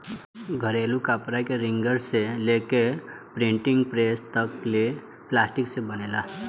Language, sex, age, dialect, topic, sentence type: Bhojpuri, male, 18-24, Southern / Standard, agriculture, statement